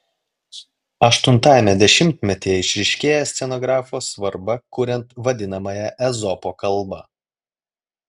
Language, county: Lithuanian, Klaipėda